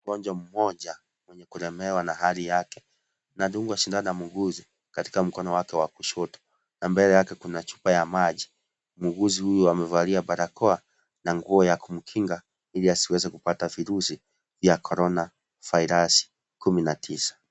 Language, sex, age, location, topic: Swahili, male, 25-35, Kisii, health